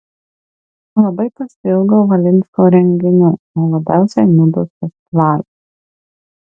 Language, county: Lithuanian, Marijampolė